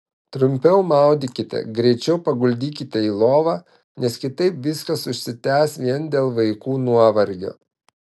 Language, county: Lithuanian, Vilnius